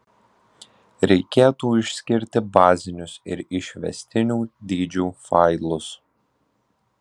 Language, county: Lithuanian, Alytus